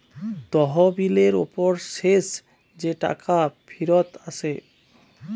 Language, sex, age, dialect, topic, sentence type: Bengali, male, 31-35, Western, banking, statement